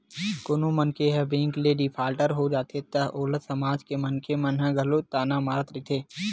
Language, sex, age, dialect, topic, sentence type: Chhattisgarhi, male, 60-100, Western/Budati/Khatahi, banking, statement